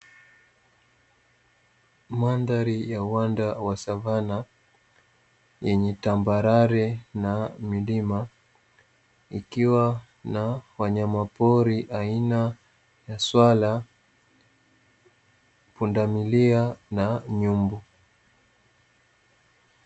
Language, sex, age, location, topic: Swahili, male, 18-24, Dar es Salaam, agriculture